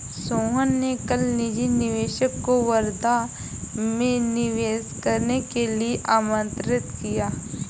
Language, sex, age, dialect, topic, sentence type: Hindi, female, 18-24, Awadhi Bundeli, banking, statement